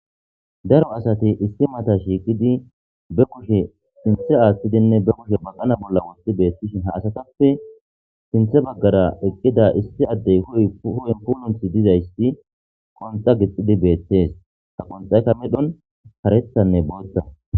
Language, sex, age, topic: Gamo, male, 25-35, government